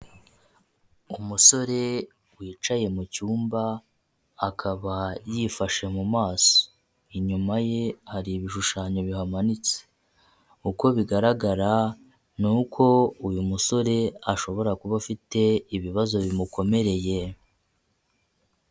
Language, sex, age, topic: Kinyarwanda, male, 25-35, health